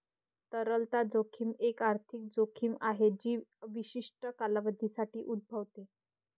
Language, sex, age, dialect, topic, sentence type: Marathi, male, 60-100, Varhadi, banking, statement